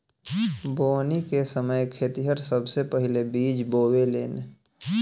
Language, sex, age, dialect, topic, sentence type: Bhojpuri, male, 18-24, Southern / Standard, agriculture, statement